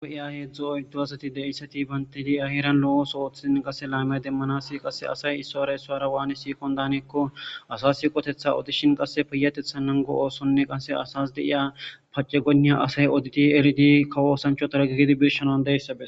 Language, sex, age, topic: Gamo, male, 25-35, government